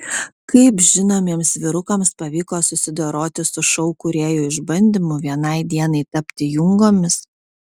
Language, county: Lithuanian, Vilnius